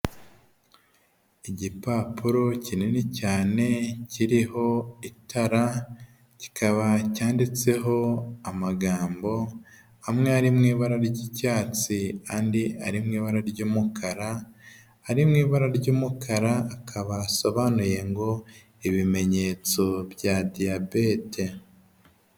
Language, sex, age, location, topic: Kinyarwanda, male, 25-35, Huye, health